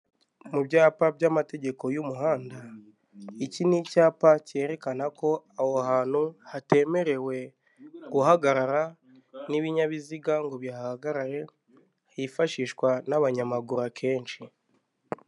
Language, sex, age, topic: Kinyarwanda, male, 25-35, government